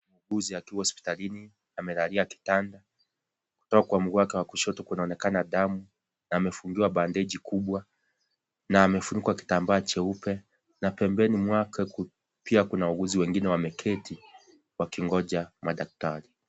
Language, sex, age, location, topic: Swahili, male, 25-35, Kisii, health